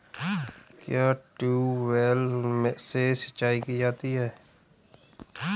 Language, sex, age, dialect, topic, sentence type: Hindi, male, 25-30, Kanauji Braj Bhasha, agriculture, question